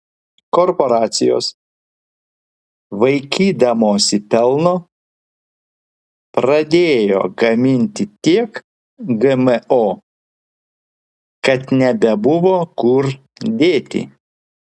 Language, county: Lithuanian, Vilnius